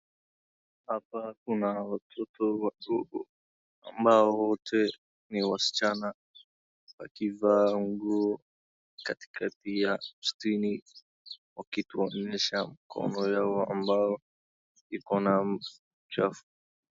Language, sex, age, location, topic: Swahili, male, 18-24, Wajir, health